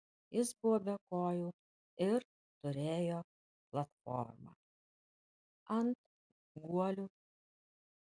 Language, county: Lithuanian, Panevėžys